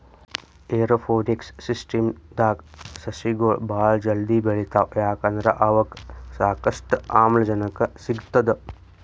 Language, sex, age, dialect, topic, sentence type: Kannada, male, 60-100, Northeastern, agriculture, statement